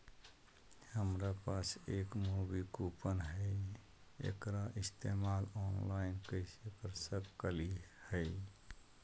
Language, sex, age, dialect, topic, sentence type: Magahi, male, 25-30, Southern, banking, question